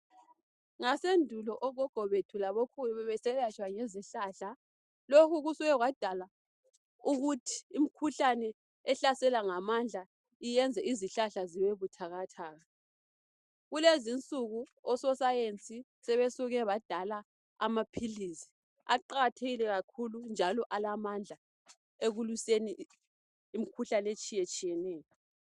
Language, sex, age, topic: North Ndebele, female, 25-35, health